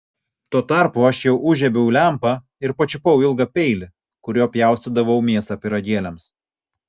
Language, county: Lithuanian, Kaunas